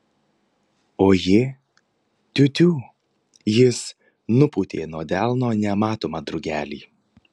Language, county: Lithuanian, Panevėžys